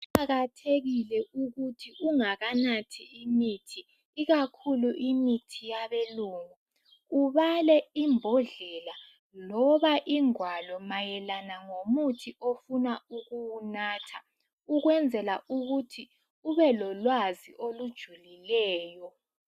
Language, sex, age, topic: North Ndebele, female, 18-24, health